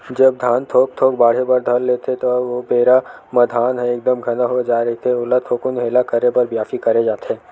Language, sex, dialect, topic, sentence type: Chhattisgarhi, male, Western/Budati/Khatahi, agriculture, statement